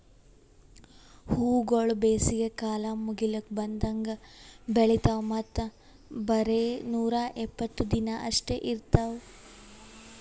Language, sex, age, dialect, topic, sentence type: Kannada, female, 18-24, Northeastern, agriculture, statement